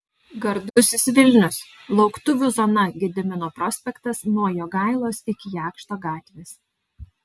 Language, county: Lithuanian, Alytus